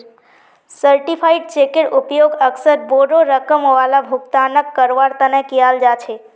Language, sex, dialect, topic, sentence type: Magahi, female, Northeastern/Surjapuri, banking, statement